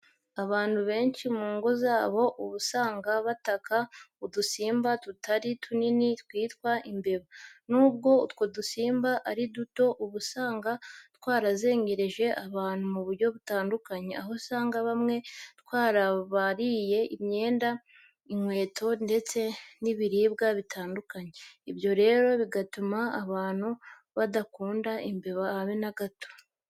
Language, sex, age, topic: Kinyarwanda, female, 18-24, education